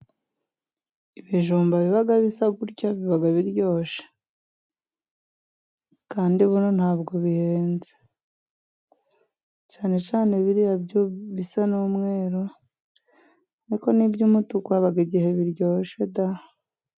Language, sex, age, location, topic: Kinyarwanda, female, 25-35, Musanze, agriculture